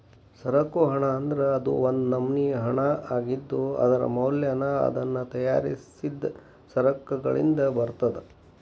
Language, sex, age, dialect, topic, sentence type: Kannada, male, 60-100, Dharwad Kannada, banking, statement